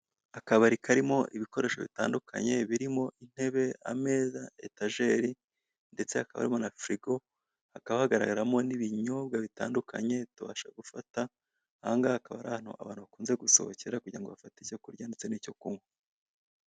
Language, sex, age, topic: Kinyarwanda, male, 25-35, finance